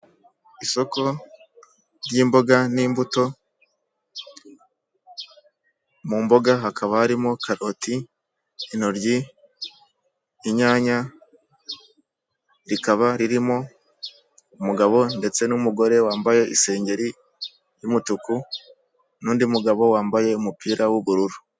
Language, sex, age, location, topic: Kinyarwanda, male, 18-24, Kigali, finance